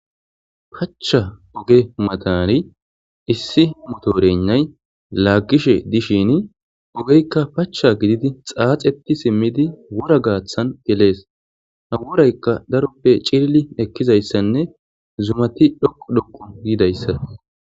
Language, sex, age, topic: Gamo, male, 25-35, government